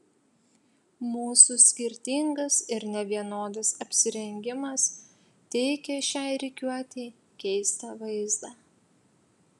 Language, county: Lithuanian, Utena